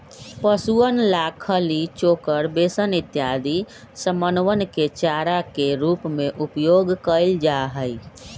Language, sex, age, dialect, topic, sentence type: Magahi, male, 41-45, Western, agriculture, statement